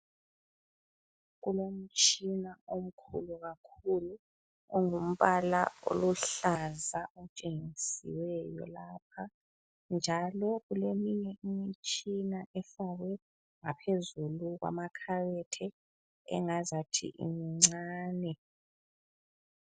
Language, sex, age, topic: North Ndebele, female, 25-35, health